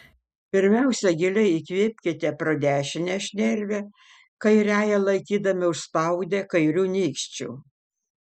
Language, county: Lithuanian, Panevėžys